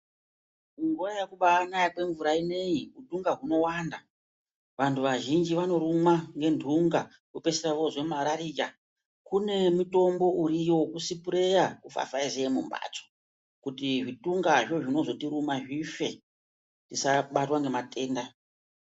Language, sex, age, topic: Ndau, female, 36-49, health